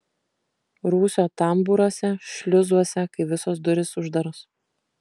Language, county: Lithuanian, Kaunas